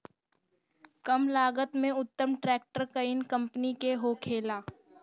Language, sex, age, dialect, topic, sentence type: Bhojpuri, female, 36-40, Northern, agriculture, question